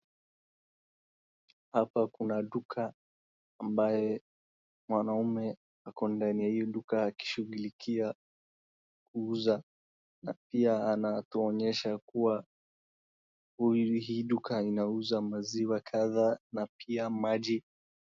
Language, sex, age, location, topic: Swahili, male, 18-24, Wajir, finance